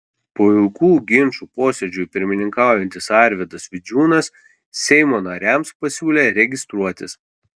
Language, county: Lithuanian, Kaunas